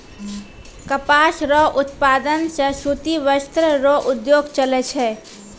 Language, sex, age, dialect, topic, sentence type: Maithili, female, 25-30, Angika, agriculture, statement